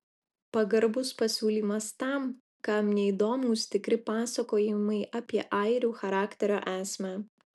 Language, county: Lithuanian, Alytus